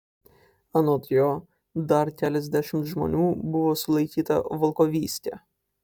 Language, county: Lithuanian, Alytus